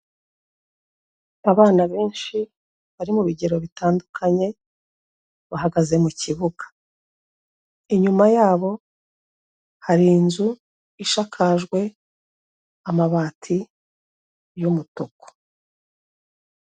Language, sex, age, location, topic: Kinyarwanda, female, 36-49, Kigali, health